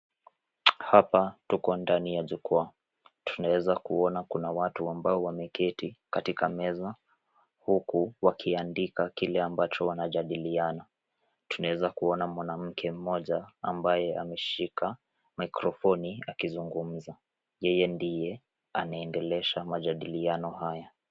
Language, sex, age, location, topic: Swahili, male, 18-24, Nairobi, health